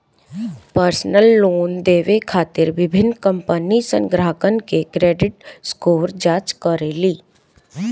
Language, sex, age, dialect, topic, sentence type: Bhojpuri, female, 18-24, Southern / Standard, banking, statement